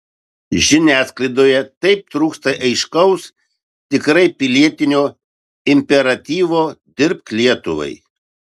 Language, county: Lithuanian, Vilnius